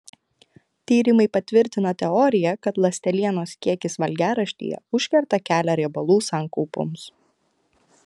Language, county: Lithuanian, Klaipėda